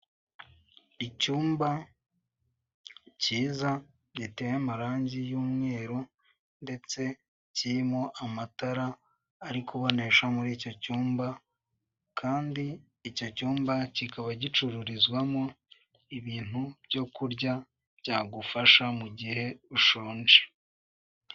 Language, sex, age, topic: Kinyarwanda, male, 18-24, finance